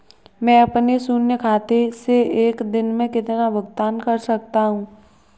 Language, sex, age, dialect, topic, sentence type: Hindi, male, 18-24, Kanauji Braj Bhasha, banking, question